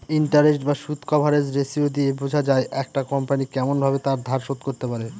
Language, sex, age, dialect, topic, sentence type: Bengali, male, 18-24, Northern/Varendri, banking, statement